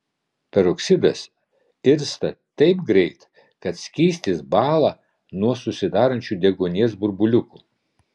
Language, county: Lithuanian, Vilnius